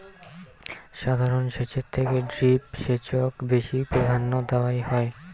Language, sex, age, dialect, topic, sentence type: Bengali, male, 18-24, Rajbangshi, agriculture, statement